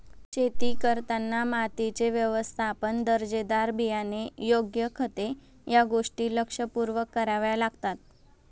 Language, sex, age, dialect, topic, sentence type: Marathi, female, 25-30, Standard Marathi, agriculture, statement